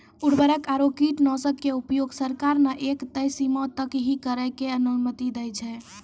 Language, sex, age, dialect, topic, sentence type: Maithili, female, 18-24, Angika, agriculture, statement